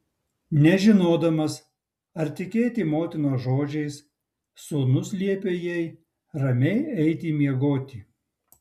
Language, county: Lithuanian, Utena